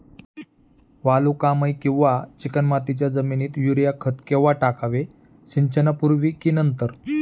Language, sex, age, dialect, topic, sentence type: Marathi, male, 31-35, Standard Marathi, agriculture, question